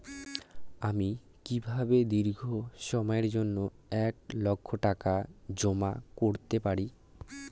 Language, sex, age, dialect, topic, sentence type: Bengali, male, 18-24, Rajbangshi, banking, question